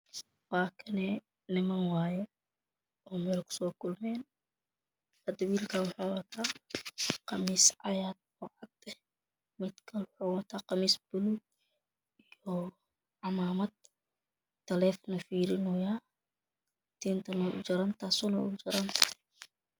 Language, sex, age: Somali, female, 18-24